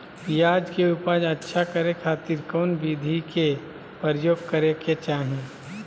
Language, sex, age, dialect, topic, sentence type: Magahi, male, 25-30, Southern, agriculture, question